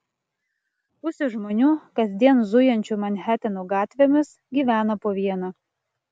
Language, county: Lithuanian, Klaipėda